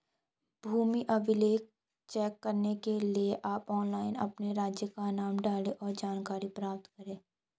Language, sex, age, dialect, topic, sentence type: Hindi, female, 18-24, Garhwali, agriculture, statement